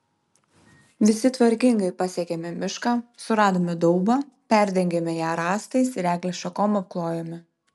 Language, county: Lithuanian, Telšiai